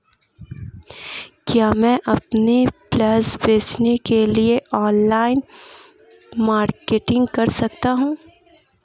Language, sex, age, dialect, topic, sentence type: Hindi, female, 18-24, Marwari Dhudhari, agriculture, question